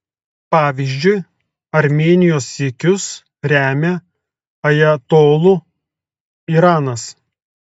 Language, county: Lithuanian, Telšiai